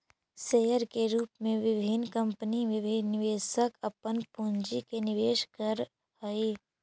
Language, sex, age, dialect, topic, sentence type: Magahi, female, 46-50, Central/Standard, banking, statement